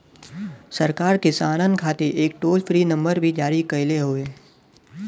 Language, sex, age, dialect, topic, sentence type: Bhojpuri, male, 25-30, Western, agriculture, statement